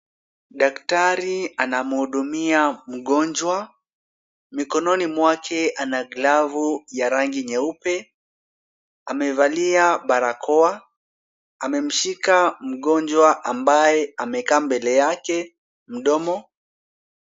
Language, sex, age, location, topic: Swahili, male, 18-24, Kisumu, health